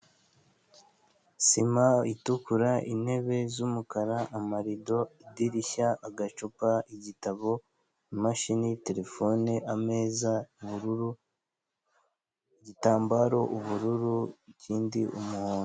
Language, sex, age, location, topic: Kinyarwanda, male, 18-24, Kigali, government